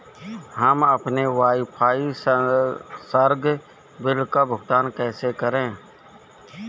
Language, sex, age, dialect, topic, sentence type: Hindi, male, 36-40, Awadhi Bundeli, banking, question